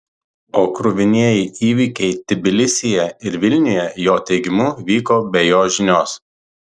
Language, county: Lithuanian, Vilnius